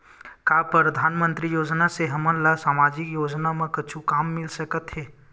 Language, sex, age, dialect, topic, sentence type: Chhattisgarhi, male, 18-24, Western/Budati/Khatahi, banking, question